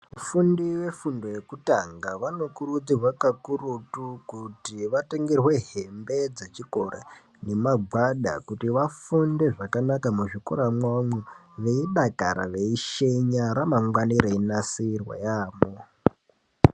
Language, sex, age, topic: Ndau, female, 25-35, education